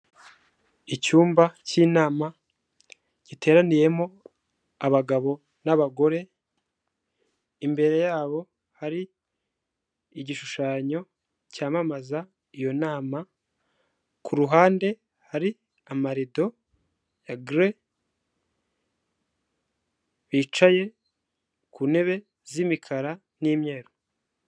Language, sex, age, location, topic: Kinyarwanda, male, 25-35, Kigali, government